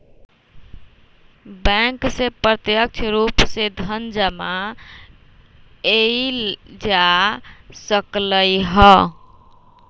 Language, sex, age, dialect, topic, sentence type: Magahi, female, 18-24, Western, banking, statement